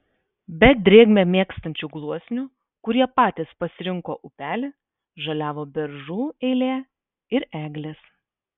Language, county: Lithuanian, Vilnius